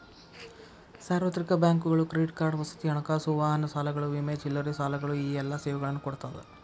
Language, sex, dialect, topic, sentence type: Kannada, male, Dharwad Kannada, banking, statement